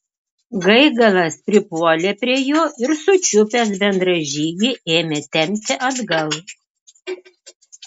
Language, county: Lithuanian, Klaipėda